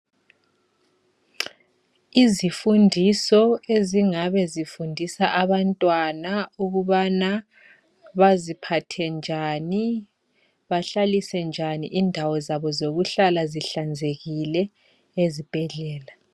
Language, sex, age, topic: North Ndebele, male, 25-35, education